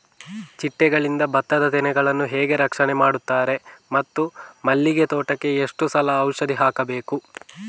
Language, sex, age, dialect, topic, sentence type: Kannada, male, 18-24, Coastal/Dakshin, agriculture, question